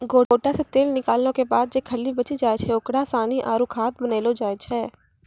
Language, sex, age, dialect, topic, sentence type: Maithili, female, 46-50, Angika, agriculture, statement